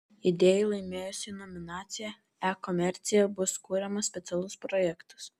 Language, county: Lithuanian, Vilnius